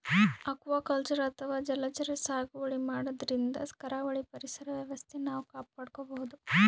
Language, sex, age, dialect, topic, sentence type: Kannada, female, 18-24, Northeastern, agriculture, statement